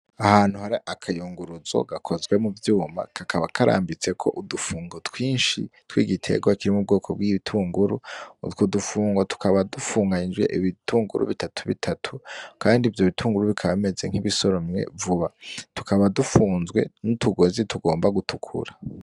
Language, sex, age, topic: Rundi, male, 18-24, agriculture